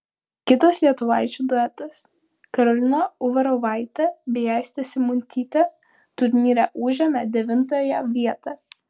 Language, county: Lithuanian, Vilnius